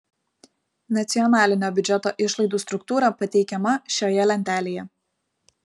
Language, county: Lithuanian, Vilnius